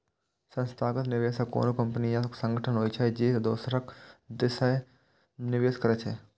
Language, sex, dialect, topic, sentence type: Maithili, male, Eastern / Thethi, banking, statement